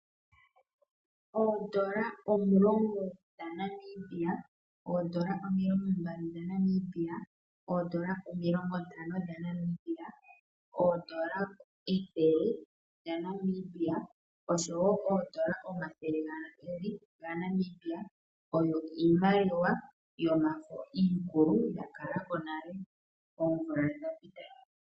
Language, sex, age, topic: Oshiwambo, female, 18-24, finance